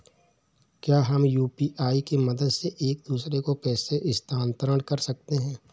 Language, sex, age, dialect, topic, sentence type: Hindi, male, 31-35, Awadhi Bundeli, banking, question